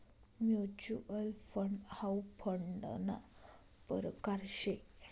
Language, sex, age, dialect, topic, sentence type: Marathi, female, 25-30, Northern Konkan, banking, statement